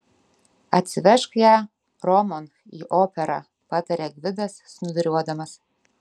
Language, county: Lithuanian, Vilnius